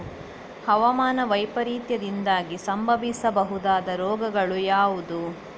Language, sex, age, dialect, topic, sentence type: Kannada, female, 60-100, Coastal/Dakshin, agriculture, question